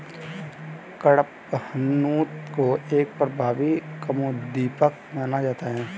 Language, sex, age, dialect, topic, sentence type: Hindi, male, 18-24, Hindustani Malvi Khadi Boli, agriculture, statement